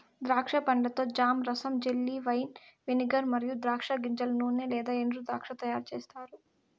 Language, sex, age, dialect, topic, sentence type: Telugu, female, 18-24, Southern, agriculture, statement